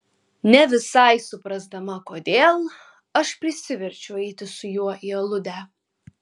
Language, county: Lithuanian, Kaunas